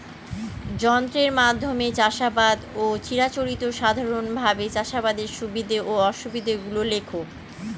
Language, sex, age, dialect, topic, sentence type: Bengali, female, 31-35, Northern/Varendri, agriculture, question